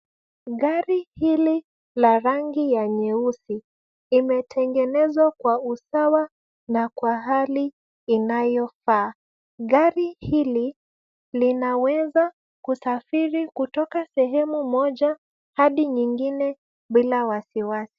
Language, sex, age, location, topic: Swahili, female, 25-35, Nairobi, finance